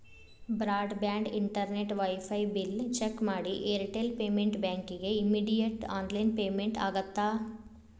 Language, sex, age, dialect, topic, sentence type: Kannada, female, 25-30, Dharwad Kannada, banking, statement